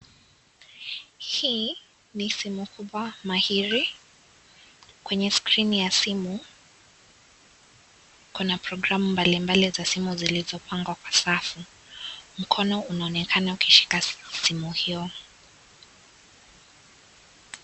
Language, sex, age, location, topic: Swahili, female, 18-24, Kisii, finance